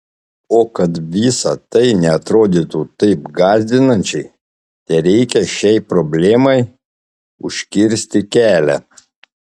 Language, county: Lithuanian, Panevėžys